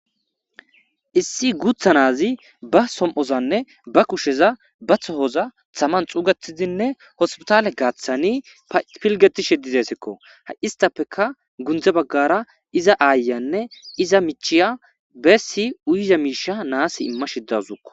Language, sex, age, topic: Gamo, male, 25-35, government